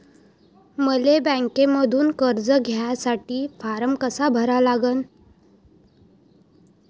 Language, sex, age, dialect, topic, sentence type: Marathi, female, 18-24, Varhadi, banking, question